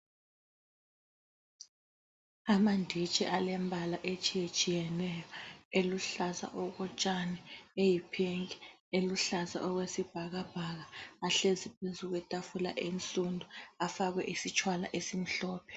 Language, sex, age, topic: North Ndebele, female, 25-35, education